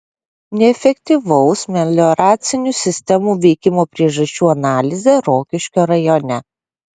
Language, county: Lithuanian, Klaipėda